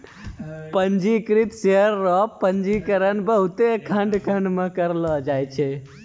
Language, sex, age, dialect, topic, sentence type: Maithili, male, 18-24, Angika, banking, statement